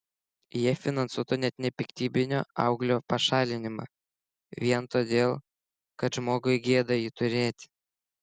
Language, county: Lithuanian, Šiauliai